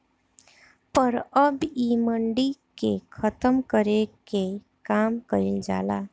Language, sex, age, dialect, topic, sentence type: Bhojpuri, female, 25-30, Northern, agriculture, statement